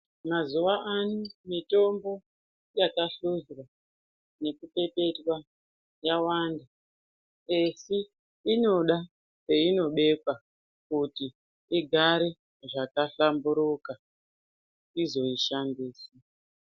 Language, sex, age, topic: Ndau, female, 36-49, health